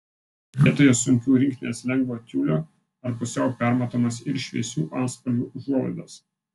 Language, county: Lithuanian, Vilnius